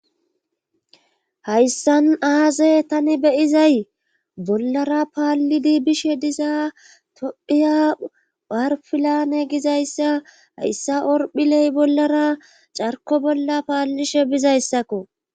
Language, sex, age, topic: Gamo, female, 25-35, government